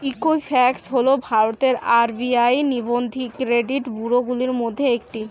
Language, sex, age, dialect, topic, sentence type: Bengali, female, <18, Rajbangshi, banking, question